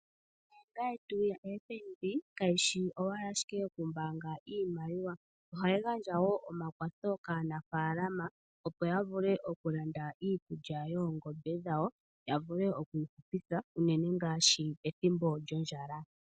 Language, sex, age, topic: Oshiwambo, male, 25-35, finance